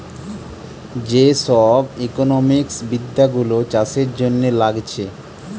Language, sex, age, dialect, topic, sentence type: Bengali, male, 31-35, Western, agriculture, statement